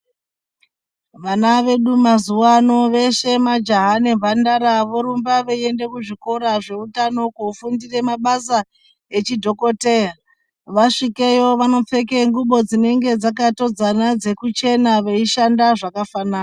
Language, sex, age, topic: Ndau, female, 36-49, health